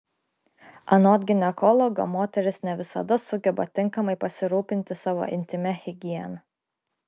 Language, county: Lithuanian, Klaipėda